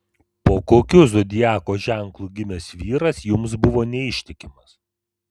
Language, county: Lithuanian, Vilnius